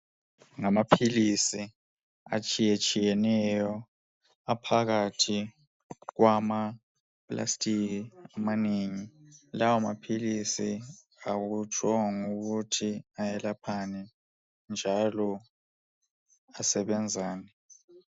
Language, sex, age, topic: North Ndebele, male, 25-35, health